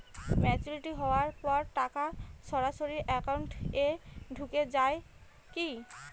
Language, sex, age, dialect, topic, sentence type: Bengali, female, 25-30, Rajbangshi, banking, question